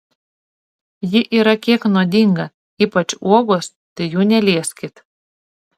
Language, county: Lithuanian, Šiauliai